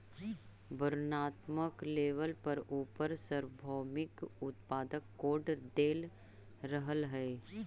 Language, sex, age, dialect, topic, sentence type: Magahi, female, 25-30, Central/Standard, agriculture, statement